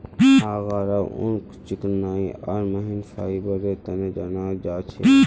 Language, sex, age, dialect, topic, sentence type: Magahi, male, 31-35, Northeastern/Surjapuri, agriculture, statement